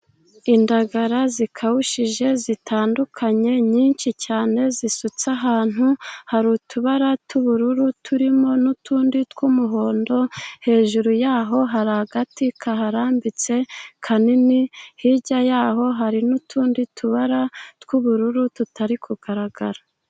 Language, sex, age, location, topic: Kinyarwanda, female, 25-35, Musanze, agriculture